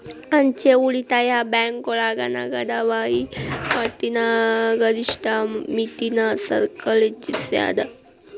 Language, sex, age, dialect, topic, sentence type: Kannada, female, 18-24, Dharwad Kannada, banking, statement